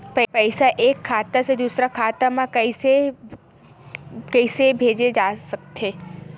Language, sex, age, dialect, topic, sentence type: Chhattisgarhi, female, 18-24, Western/Budati/Khatahi, banking, question